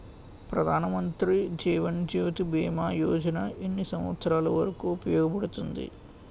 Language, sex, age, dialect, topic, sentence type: Telugu, male, 18-24, Utterandhra, banking, question